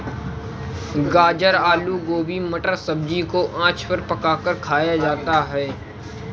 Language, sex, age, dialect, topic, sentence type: Hindi, male, 25-30, Marwari Dhudhari, agriculture, statement